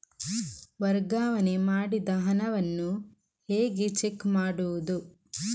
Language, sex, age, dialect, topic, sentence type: Kannada, female, 18-24, Coastal/Dakshin, banking, question